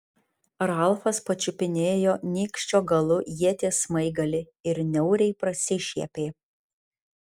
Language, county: Lithuanian, Kaunas